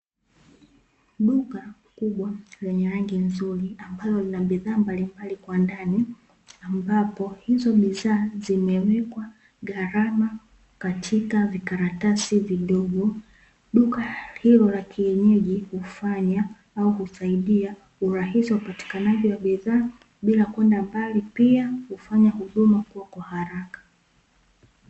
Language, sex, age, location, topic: Swahili, female, 18-24, Dar es Salaam, finance